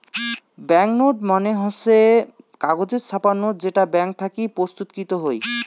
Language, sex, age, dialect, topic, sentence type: Bengali, male, 25-30, Rajbangshi, banking, statement